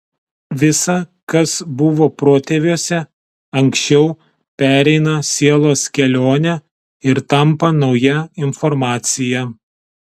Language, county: Lithuanian, Telšiai